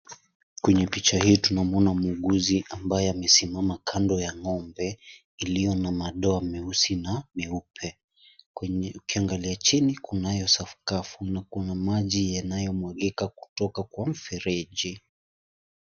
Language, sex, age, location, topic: Swahili, male, 18-24, Kisii, agriculture